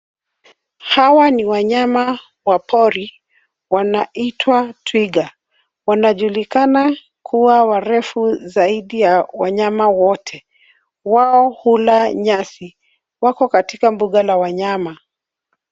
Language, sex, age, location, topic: Swahili, female, 36-49, Nairobi, government